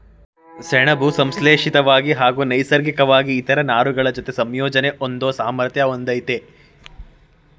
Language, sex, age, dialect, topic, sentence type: Kannada, male, 18-24, Mysore Kannada, agriculture, statement